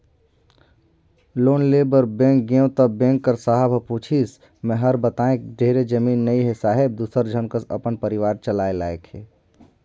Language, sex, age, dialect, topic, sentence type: Chhattisgarhi, male, 18-24, Northern/Bhandar, banking, statement